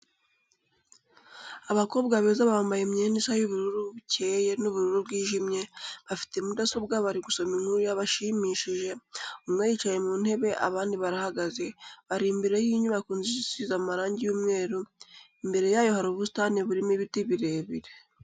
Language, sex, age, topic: Kinyarwanda, female, 18-24, education